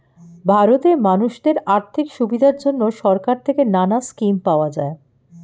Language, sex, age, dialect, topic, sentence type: Bengali, female, 51-55, Standard Colloquial, banking, statement